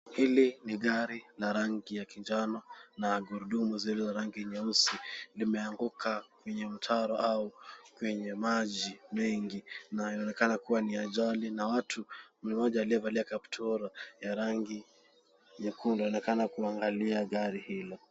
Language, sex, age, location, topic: Swahili, male, 18-24, Kisumu, health